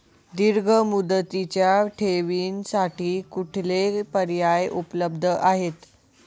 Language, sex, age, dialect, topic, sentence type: Marathi, male, 18-24, Northern Konkan, banking, question